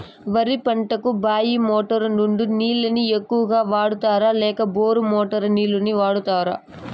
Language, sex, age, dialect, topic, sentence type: Telugu, female, 18-24, Southern, agriculture, question